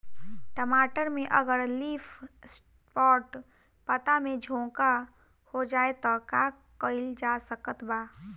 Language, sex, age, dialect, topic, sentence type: Bhojpuri, female, 18-24, Southern / Standard, agriculture, question